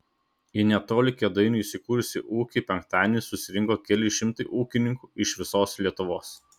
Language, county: Lithuanian, Šiauliai